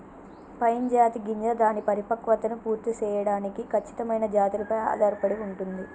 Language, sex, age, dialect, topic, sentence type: Telugu, female, 25-30, Telangana, agriculture, statement